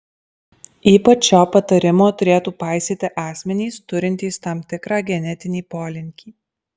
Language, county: Lithuanian, Alytus